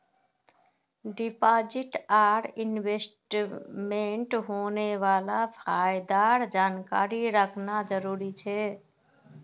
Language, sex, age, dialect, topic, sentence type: Magahi, female, 41-45, Northeastern/Surjapuri, banking, statement